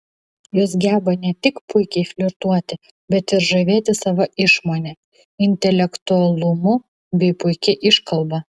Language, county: Lithuanian, Vilnius